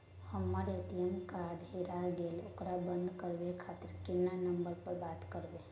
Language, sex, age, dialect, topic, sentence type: Maithili, female, 18-24, Bajjika, banking, question